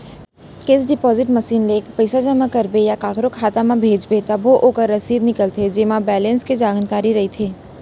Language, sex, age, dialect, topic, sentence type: Chhattisgarhi, female, 41-45, Central, banking, statement